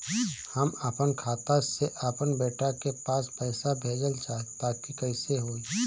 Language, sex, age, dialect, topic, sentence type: Bhojpuri, male, 25-30, Northern, banking, question